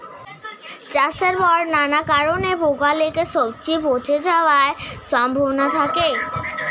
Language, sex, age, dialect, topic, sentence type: Bengali, male, <18, Standard Colloquial, agriculture, statement